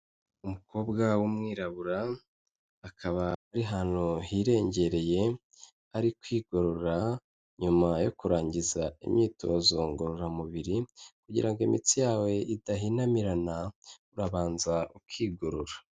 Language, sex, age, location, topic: Kinyarwanda, male, 25-35, Kigali, health